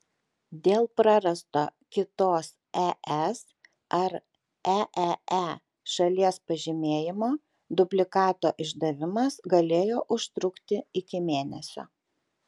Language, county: Lithuanian, Kaunas